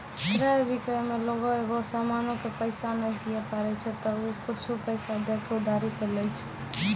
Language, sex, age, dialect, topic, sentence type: Maithili, female, 18-24, Angika, banking, statement